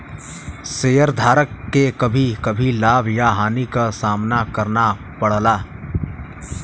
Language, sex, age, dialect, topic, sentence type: Bhojpuri, male, 25-30, Western, banking, statement